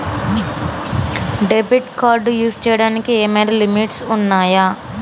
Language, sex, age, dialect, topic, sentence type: Telugu, female, 25-30, Telangana, banking, question